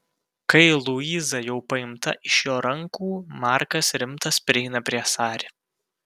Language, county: Lithuanian, Vilnius